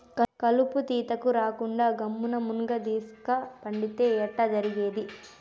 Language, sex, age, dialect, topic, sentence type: Telugu, female, 18-24, Southern, agriculture, statement